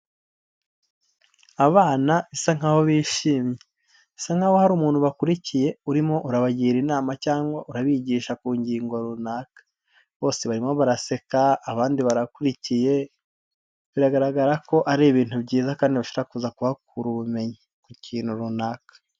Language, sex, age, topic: Kinyarwanda, male, 18-24, health